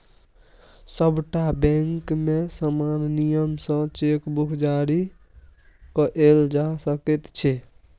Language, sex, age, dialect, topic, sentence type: Maithili, male, 18-24, Bajjika, banking, statement